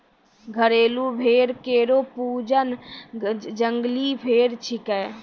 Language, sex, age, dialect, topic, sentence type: Maithili, female, 18-24, Angika, agriculture, statement